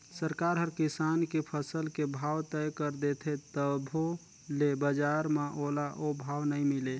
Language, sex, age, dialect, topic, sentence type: Chhattisgarhi, male, 31-35, Northern/Bhandar, agriculture, statement